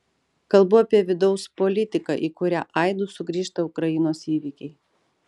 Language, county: Lithuanian, Vilnius